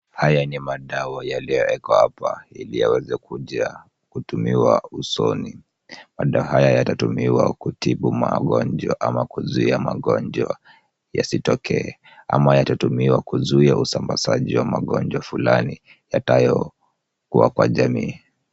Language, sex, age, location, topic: Swahili, male, 18-24, Kisumu, health